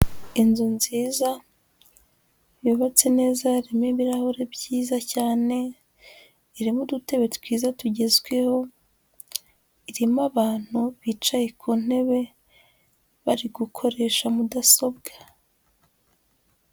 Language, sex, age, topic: Kinyarwanda, female, 25-35, government